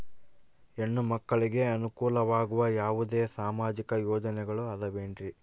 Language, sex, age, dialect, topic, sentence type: Kannada, male, 18-24, Central, banking, statement